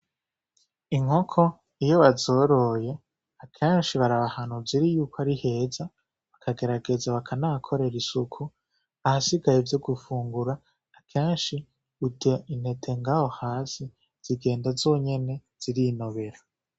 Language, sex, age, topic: Rundi, male, 18-24, agriculture